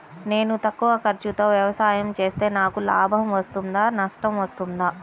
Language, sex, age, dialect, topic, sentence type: Telugu, female, 31-35, Central/Coastal, agriculture, question